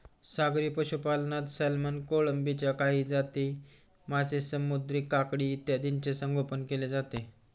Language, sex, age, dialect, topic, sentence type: Marathi, male, 60-100, Standard Marathi, agriculture, statement